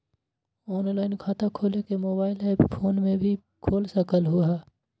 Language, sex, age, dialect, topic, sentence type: Magahi, male, 41-45, Western, banking, question